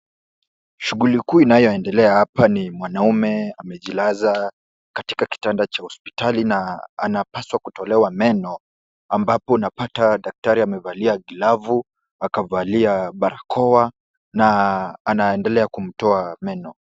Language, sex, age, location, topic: Swahili, male, 18-24, Kisumu, health